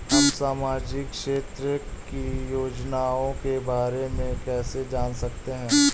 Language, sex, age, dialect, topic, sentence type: Hindi, male, 18-24, Awadhi Bundeli, banking, question